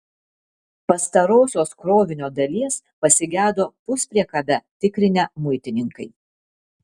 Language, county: Lithuanian, Vilnius